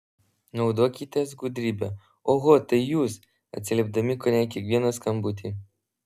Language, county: Lithuanian, Vilnius